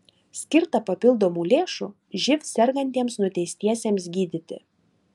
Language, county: Lithuanian, Klaipėda